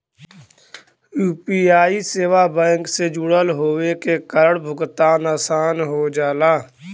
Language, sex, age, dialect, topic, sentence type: Bhojpuri, male, 25-30, Western, banking, statement